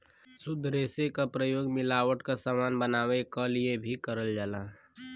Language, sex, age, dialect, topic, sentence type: Bhojpuri, male, <18, Western, agriculture, statement